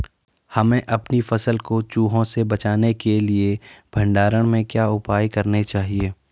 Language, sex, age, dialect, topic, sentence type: Hindi, male, 41-45, Garhwali, agriculture, question